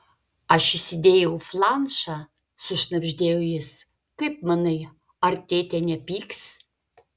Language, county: Lithuanian, Vilnius